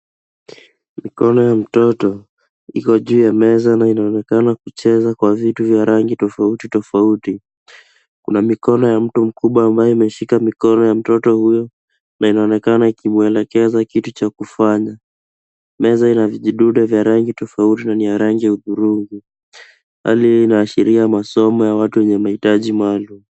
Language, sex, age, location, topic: Swahili, male, 18-24, Nairobi, education